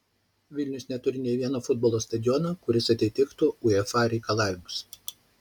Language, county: Lithuanian, Šiauliai